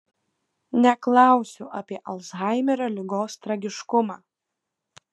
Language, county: Lithuanian, Kaunas